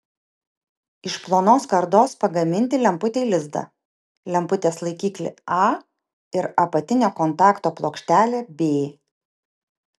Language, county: Lithuanian, Vilnius